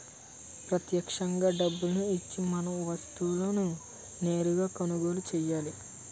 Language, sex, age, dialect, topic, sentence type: Telugu, male, 60-100, Utterandhra, banking, statement